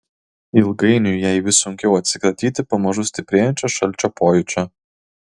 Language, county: Lithuanian, Kaunas